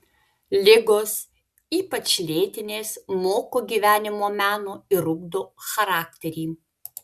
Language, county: Lithuanian, Vilnius